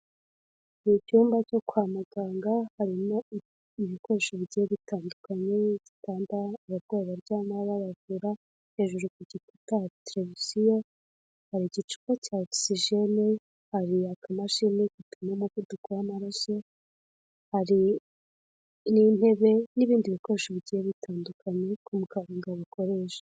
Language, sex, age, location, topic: Kinyarwanda, female, 25-35, Kigali, health